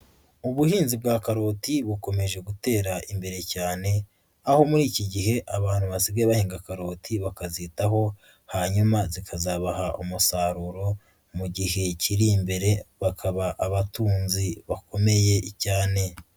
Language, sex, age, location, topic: Kinyarwanda, female, 18-24, Huye, agriculture